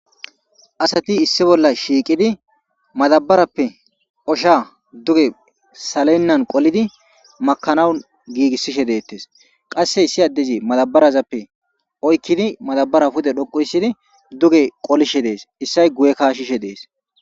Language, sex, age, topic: Gamo, male, 18-24, agriculture